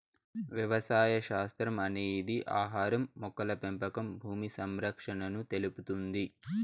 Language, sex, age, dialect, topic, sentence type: Telugu, male, 18-24, Southern, agriculture, statement